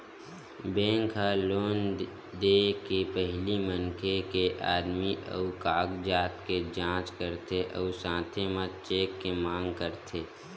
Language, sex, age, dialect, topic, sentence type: Chhattisgarhi, male, 18-24, Western/Budati/Khatahi, banking, statement